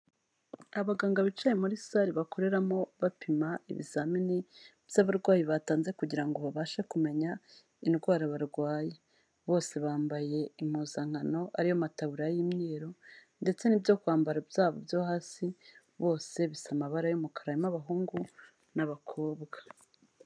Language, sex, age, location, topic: Kinyarwanda, female, 36-49, Kigali, health